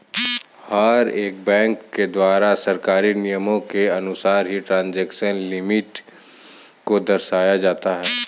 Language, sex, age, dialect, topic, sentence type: Hindi, male, 18-24, Kanauji Braj Bhasha, banking, statement